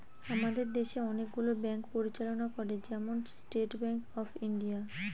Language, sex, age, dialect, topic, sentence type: Bengali, female, 18-24, Northern/Varendri, banking, statement